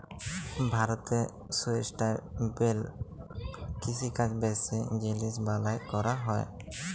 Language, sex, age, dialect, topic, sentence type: Bengali, male, 18-24, Jharkhandi, agriculture, statement